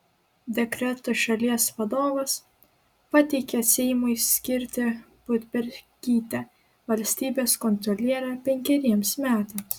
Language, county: Lithuanian, Klaipėda